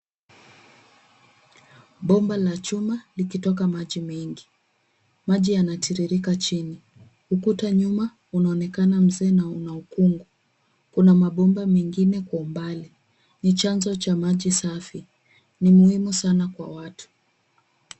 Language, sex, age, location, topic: Swahili, female, 25-35, Nairobi, government